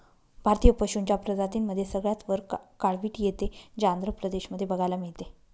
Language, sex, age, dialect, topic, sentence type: Marathi, female, 46-50, Northern Konkan, agriculture, statement